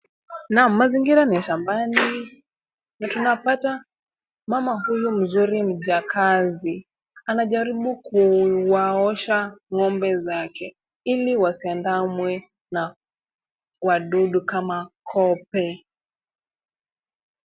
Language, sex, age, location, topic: Swahili, female, 18-24, Kisumu, agriculture